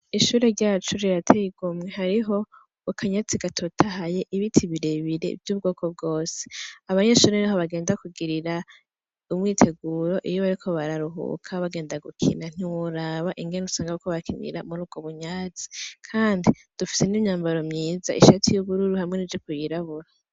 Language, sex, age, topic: Rundi, female, 18-24, education